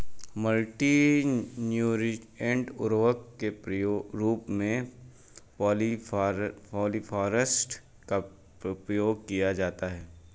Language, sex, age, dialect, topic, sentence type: Hindi, male, 25-30, Hindustani Malvi Khadi Boli, agriculture, statement